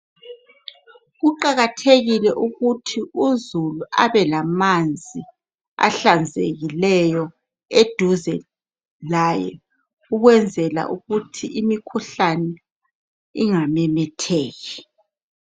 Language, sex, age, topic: North Ndebele, female, 36-49, health